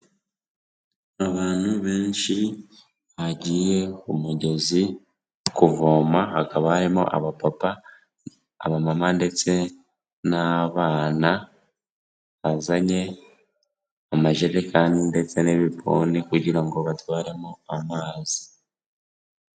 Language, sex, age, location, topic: Kinyarwanda, male, 18-24, Kigali, health